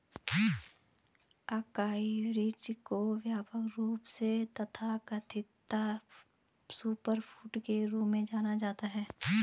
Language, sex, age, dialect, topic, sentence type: Hindi, female, 25-30, Garhwali, agriculture, statement